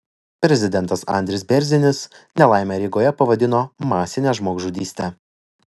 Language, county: Lithuanian, Vilnius